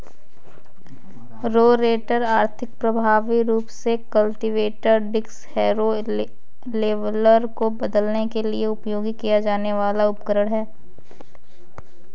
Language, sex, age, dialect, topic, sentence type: Hindi, female, 18-24, Kanauji Braj Bhasha, agriculture, statement